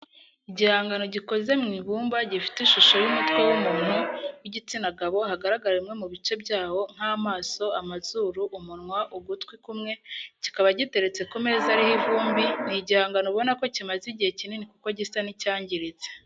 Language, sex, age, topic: Kinyarwanda, female, 18-24, education